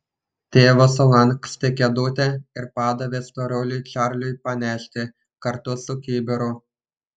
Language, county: Lithuanian, Panevėžys